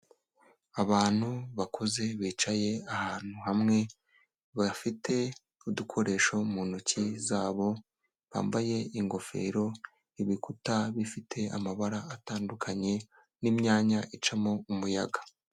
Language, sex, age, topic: Kinyarwanda, male, 18-24, health